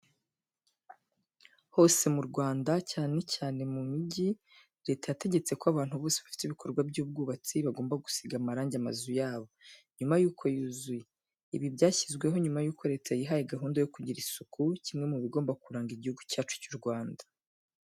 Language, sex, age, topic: Kinyarwanda, female, 25-35, education